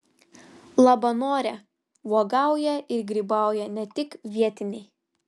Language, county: Lithuanian, Vilnius